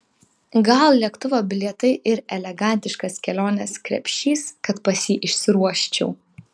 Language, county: Lithuanian, Vilnius